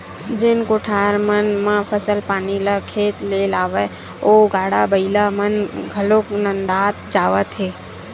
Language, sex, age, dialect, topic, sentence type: Chhattisgarhi, female, 18-24, Western/Budati/Khatahi, agriculture, statement